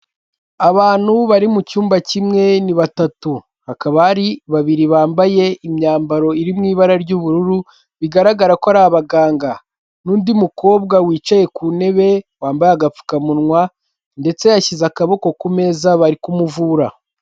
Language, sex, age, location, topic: Kinyarwanda, male, 18-24, Kigali, health